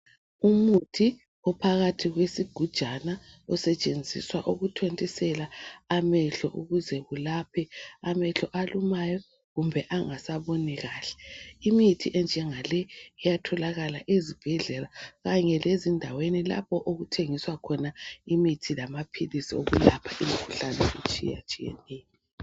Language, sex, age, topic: North Ndebele, female, 36-49, health